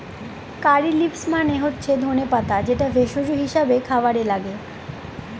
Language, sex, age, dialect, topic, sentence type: Bengali, female, 25-30, Northern/Varendri, agriculture, statement